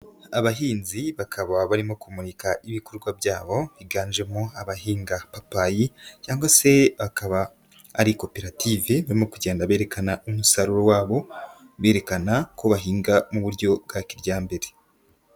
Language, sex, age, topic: Kinyarwanda, female, 18-24, agriculture